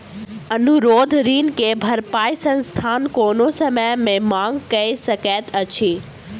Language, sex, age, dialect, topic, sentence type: Maithili, female, 25-30, Southern/Standard, banking, statement